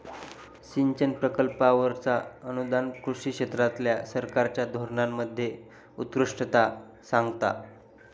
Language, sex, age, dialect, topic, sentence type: Marathi, male, 41-45, Southern Konkan, agriculture, statement